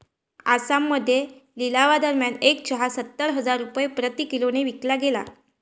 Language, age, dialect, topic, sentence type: Marathi, 25-30, Varhadi, agriculture, statement